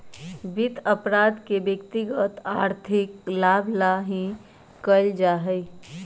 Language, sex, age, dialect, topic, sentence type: Magahi, female, 25-30, Western, banking, statement